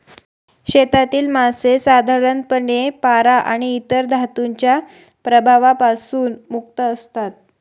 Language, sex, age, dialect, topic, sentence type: Marathi, female, 18-24, Standard Marathi, agriculture, statement